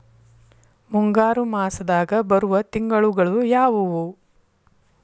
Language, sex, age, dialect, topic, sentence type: Kannada, female, 41-45, Dharwad Kannada, agriculture, question